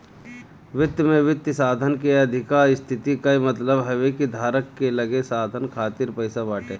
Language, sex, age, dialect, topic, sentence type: Bhojpuri, male, 36-40, Northern, banking, statement